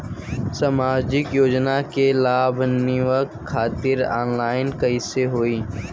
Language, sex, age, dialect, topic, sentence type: Bhojpuri, female, 18-24, Western, banking, question